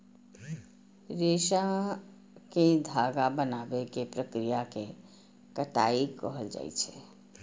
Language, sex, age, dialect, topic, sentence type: Maithili, female, 41-45, Eastern / Thethi, agriculture, statement